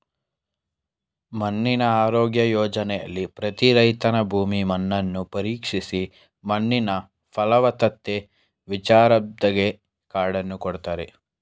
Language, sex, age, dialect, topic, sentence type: Kannada, male, 18-24, Mysore Kannada, agriculture, statement